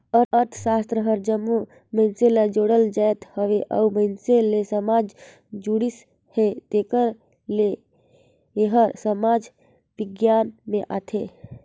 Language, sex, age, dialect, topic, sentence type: Chhattisgarhi, female, 25-30, Northern/Bhandar, banking, statement